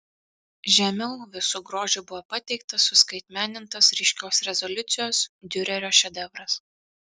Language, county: Lithuanian, Kaunas